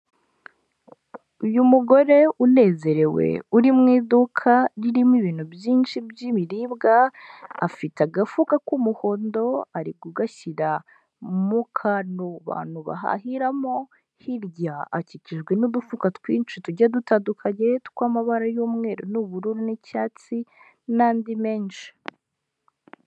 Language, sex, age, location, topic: Kinyarwanda, female, 18-24, Huye, finance